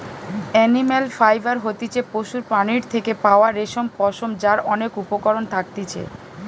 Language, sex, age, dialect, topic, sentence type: Bengali, female, 31-35, Western, agriculture, statement